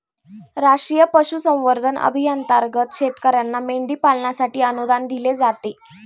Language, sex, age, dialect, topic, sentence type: Marathi, female, 18-24, Standard Marathi, agriculture, statement